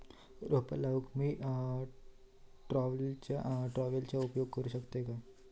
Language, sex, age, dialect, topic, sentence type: Marathi, female, 18-24, Southern Konkan, agriculture, question